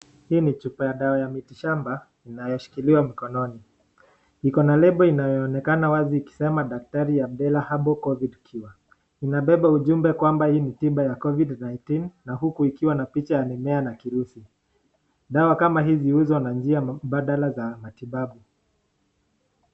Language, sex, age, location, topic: Swahili, male, 18-24, Nakuru, health